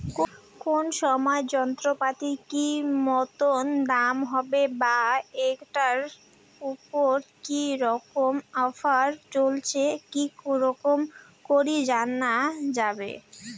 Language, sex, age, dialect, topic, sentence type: Bengali, female, 18-24, Rajbangshi, agriculture, question